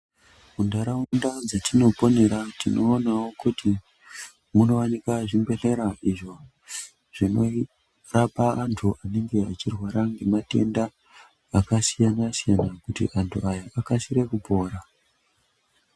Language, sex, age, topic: Ndau, male, 18-24, health